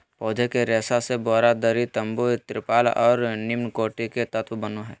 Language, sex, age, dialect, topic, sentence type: Magahi, male, 25-30, Southern, agriculture, statement